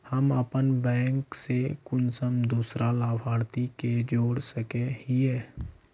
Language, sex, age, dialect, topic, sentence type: Magahi, male, 18-24, Northeastern/Surjapuri, banking, question